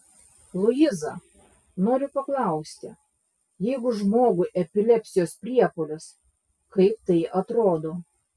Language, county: Lithuanian, Klaipėda